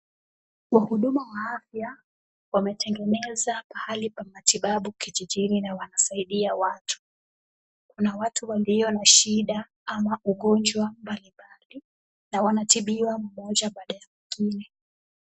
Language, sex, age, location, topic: Swahili, female, 25-35, Kisumu, health